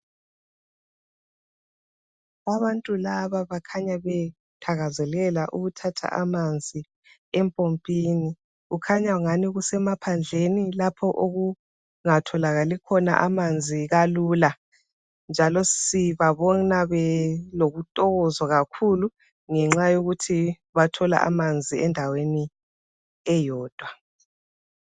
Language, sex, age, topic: North Ndebele, female, 36-49, health